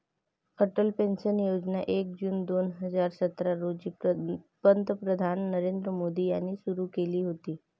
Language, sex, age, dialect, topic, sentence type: Marathi, female, 18-24, Varhadi, banking, statement